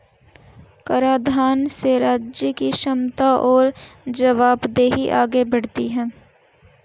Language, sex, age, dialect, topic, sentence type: Hindi, female, 18-24, Hindustani Malvi Khadi Boli, banking, statement